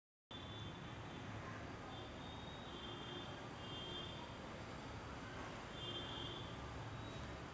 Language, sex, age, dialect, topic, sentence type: Marathi, female, 25-30, Varhadi, banking, statement